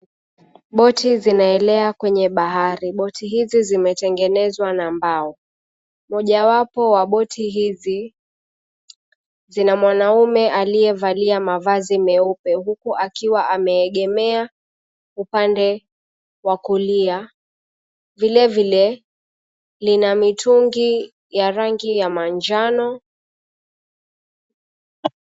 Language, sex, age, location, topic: Swahili, female, 25-35, Mombasa, government